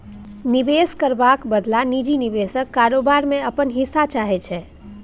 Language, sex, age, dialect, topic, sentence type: Maithili, female, 18-24, Bajjika, banking, statement